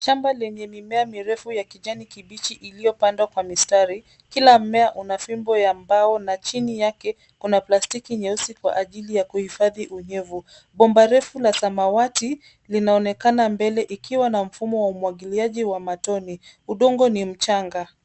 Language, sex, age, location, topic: Swahili, female, 25-35, Nairobi, agriculture